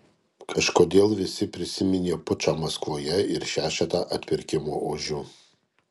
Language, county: Lithuanian, Kaunas